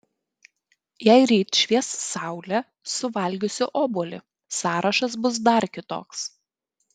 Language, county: Lithuanian, Kaunas